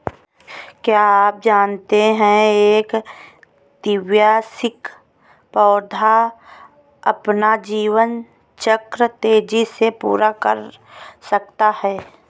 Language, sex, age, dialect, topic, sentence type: Hindi, female, 25-30, Awadhi Bundeli, agriculture, statement